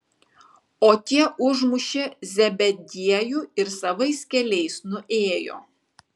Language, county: Lithuanian, Kaunas